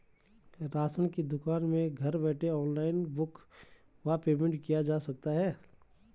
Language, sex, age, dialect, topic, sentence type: Hindi, male, 36-40, Garhwali, banking, question